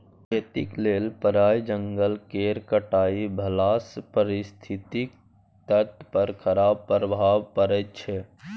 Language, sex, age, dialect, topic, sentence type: Maithili, male, 18-24, Bajjika, agriculture, statement